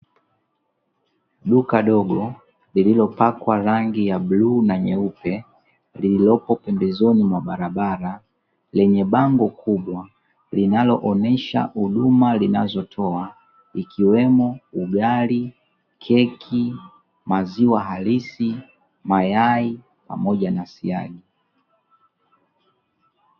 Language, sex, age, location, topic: Swahili, male, 25-35, Dar es Salaam, finance